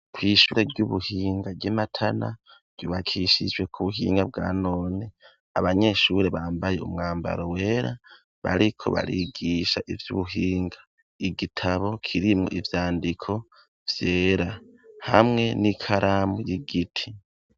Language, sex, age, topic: Rundi, male, 25-35, education